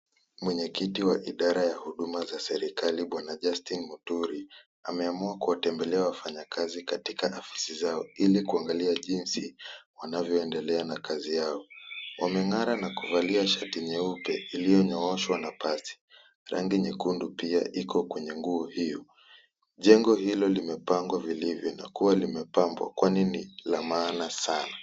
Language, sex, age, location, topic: Swahili, male, 18-24, Kisumu, government